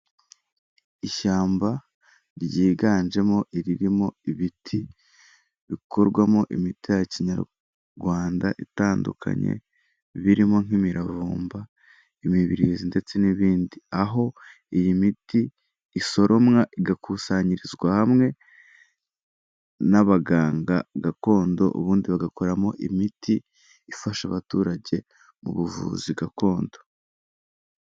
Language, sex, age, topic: Kinyarwanda, male, 18-24, health